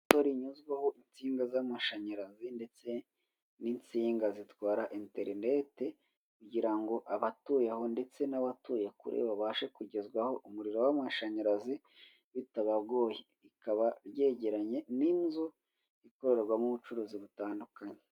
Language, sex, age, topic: Kinyarwanda, male, 18-24, government